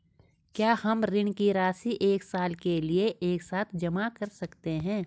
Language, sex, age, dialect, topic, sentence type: Hindi, female, 46-50, Garhwali, banking, question